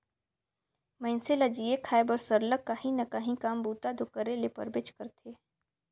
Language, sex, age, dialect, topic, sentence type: Chhattisgarhi, female, 18-24, Northern/Bhandar, agriculture, statement